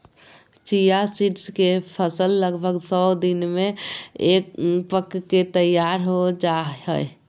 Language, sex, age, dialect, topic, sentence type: Magahi, female, 41-45, Southern, agriculture, statement